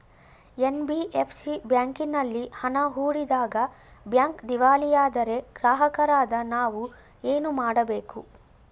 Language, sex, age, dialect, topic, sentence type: Kannada, female, 25-30, Mysore Kannada, banking, question